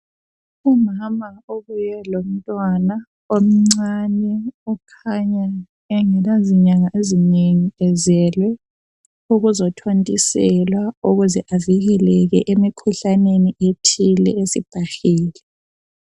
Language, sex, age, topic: North Ndebele, female, 25-35, health